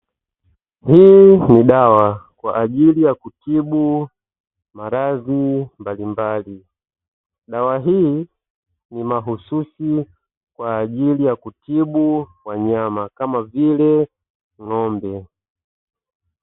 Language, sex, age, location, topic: Swahili, male, 25-35, Dar es Salaam, agriculture